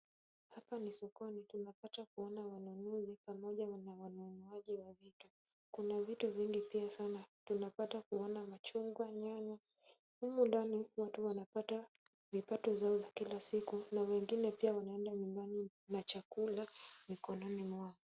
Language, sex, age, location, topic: Swahili, female, 18-24, Kisumu, finance